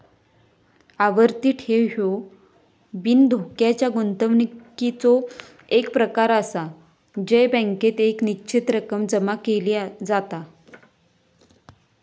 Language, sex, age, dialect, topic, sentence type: Marathi, female, 25-30, Southern Konkan, banking, statement